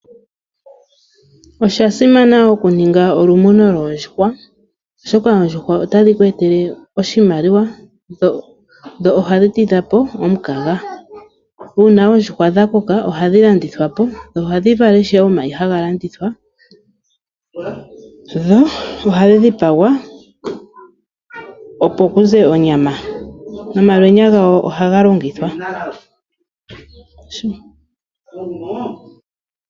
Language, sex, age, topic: Oshiwambo, female, 25-35, agriculture